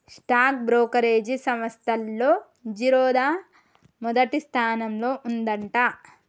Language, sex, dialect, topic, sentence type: Telugu, female, Telangana, banking, statement